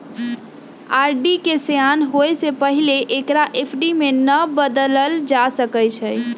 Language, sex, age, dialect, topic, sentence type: Magahi, female, 25-30, Western, banking, statement